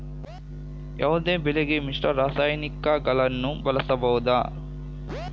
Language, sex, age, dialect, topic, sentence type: Kannada, male, 41-45, Coastal/Dakshin, agriculture, question